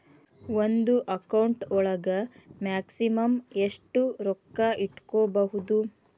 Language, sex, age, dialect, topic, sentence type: Kannada, female, 31-35, Dharwad Kannada, banking, question